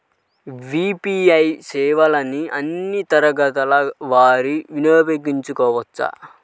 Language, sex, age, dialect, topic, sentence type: Telugu, male, 31-35, Central/Coastal, banking, question